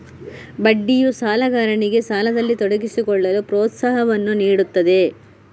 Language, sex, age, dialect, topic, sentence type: Kannada, female, 25-30, Coastal/Dakshin, banking, statement